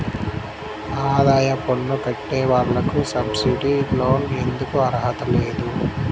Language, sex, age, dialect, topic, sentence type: Telugu, male, 18-24, Central/Coastal, banking, question